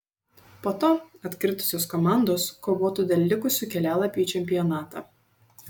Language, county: Lithuanian, Šiauliai